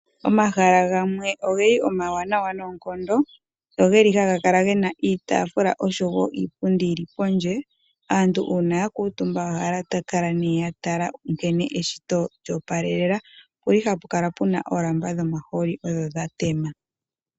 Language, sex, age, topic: Oshiwambo, female, 18-24, agriculture